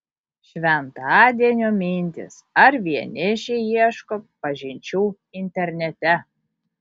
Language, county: Lithuanian, Kaunas